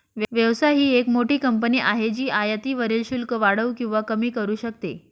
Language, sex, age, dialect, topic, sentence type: Marathi, female, 36-40, Northern Konkan, banking, statement